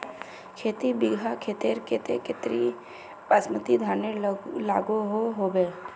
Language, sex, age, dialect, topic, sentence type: Magahi, female, 31-35, Northeastern/Surjapuri, agriculture, question